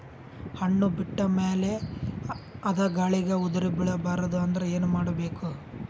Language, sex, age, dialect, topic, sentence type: Kannada, male, 18-24, Northeastern, agriculture, question